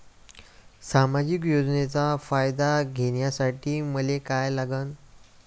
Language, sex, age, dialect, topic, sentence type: Marathi, male, 18-24, Varhadi, banking, question